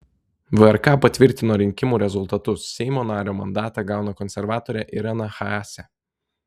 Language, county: Lithuanian, Telšiai